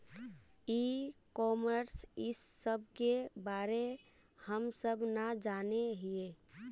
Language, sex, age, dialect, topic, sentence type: Magahi, female, 18-24, Northeastern/Surjapuri, agriculture, question